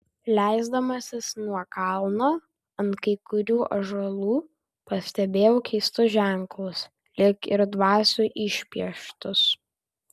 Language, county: Lithuanian, Vilnius